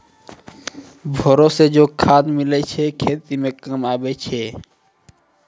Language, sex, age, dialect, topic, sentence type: Maithili, male, 18-24, Angika, agriculture, statement